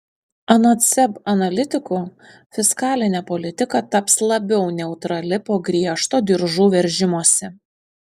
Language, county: Lithuanian, Panevėžys